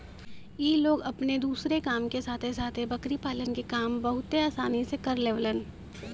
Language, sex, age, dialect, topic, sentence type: Bhojpuri, female, 18-24, Western, agriculture, statement